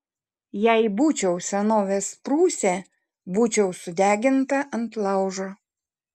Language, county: Lithuanian, Kaunas